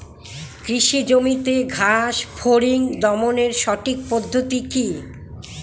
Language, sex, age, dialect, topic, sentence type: Bengali, female, 60-100, Rajbangshi, agriculture, question